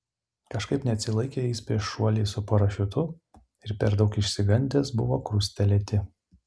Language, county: Lithuanian, Utena